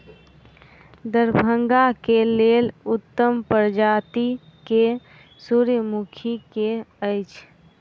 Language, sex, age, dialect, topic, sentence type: Maithili, female, 25-30, Southern/Standard, agriculture, question